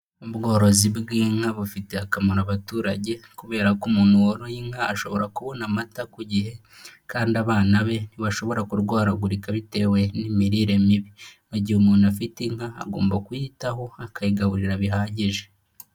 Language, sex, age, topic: Kinyarwanda, male, 18-24, agriculture